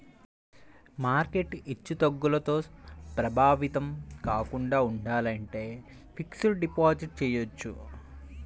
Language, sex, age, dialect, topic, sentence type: Telugu, male, 25-30, Central/Coastal, banking, statement